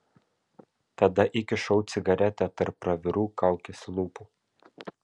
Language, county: Lithuanian, Vilnius